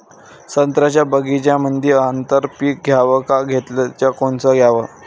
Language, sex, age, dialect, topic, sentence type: Marathi, male, 18-24, Varhadi, agriculture, question